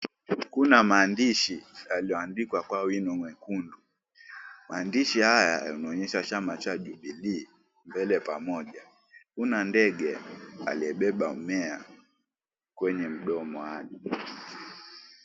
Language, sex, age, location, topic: Swahili, male, 18-24, Mombasa, government